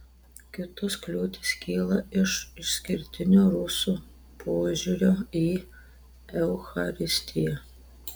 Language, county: Lithuanian, Telšiai